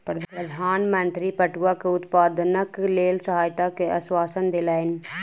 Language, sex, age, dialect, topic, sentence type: Maithili, female, 18-24, Southern/Standard, agriculture, statement